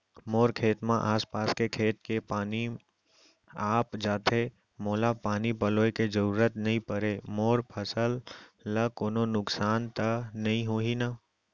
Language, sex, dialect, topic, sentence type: Chhattisgarhi, male, Central, agriculture, question